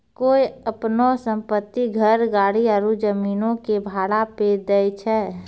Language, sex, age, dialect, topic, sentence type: Maithili, female, 31-35, Angika, banking, statement